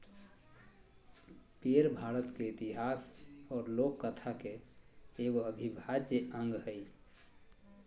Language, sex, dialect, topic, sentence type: Magahi, male, Southern, agriculture, statement